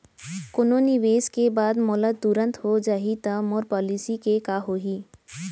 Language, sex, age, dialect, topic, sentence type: Chhattisgarhi, female, 18-24, Central, banking, question